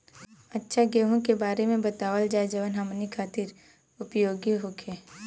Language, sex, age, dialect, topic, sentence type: Bhojpuri, female, 18-24, Western, agriculture, question